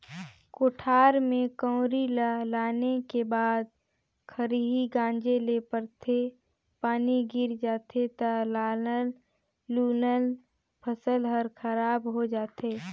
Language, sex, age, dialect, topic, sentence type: Chhattisgarhi, female, 25-30, Northern/Bhandar, agriculture, statement